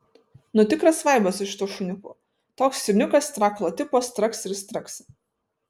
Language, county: Lithuanian, Vilnius